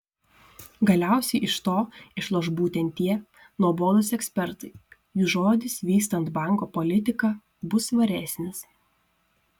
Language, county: Lithuanian, Šiauliai